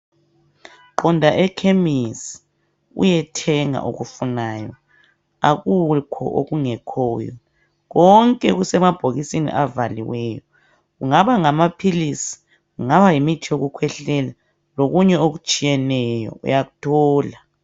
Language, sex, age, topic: North Ndebele, male, 50+, health